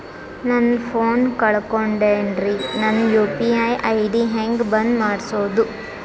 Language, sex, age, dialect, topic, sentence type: Kannada, female, 25-30, Dharwad Kannada, banking, question